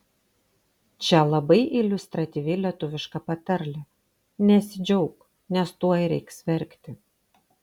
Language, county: Lithuanian, Vilnius